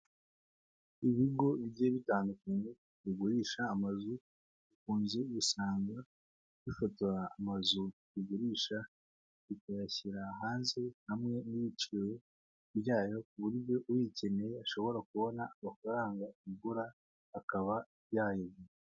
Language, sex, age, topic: Kinyarwanda, male, 25-35, finance